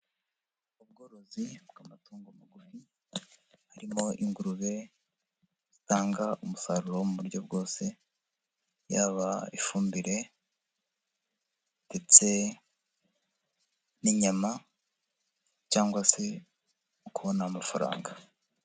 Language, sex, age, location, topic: Kinyarwanda, female, 25-35, Huye, agriculture